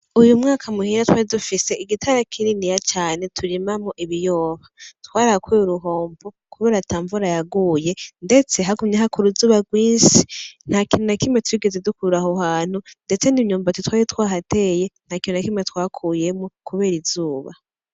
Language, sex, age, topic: Rundi, female, 18-24, agriculture